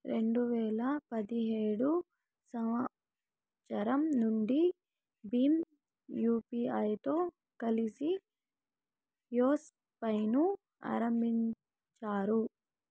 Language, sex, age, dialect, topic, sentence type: Telugu, female, 18-24, Southern, banking, statement